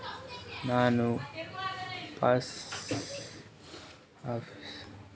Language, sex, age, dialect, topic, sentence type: Kannada, male, 18-24, Northeastern, banking, statement